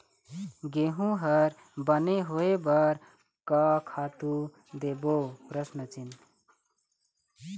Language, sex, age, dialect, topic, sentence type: Chhattisgarhi, male, 36-40, Eastern, agriculture, question